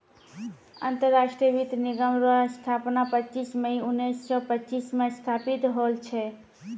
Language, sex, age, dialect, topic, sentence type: Maithili, female, 25-30, Angika, banking, statement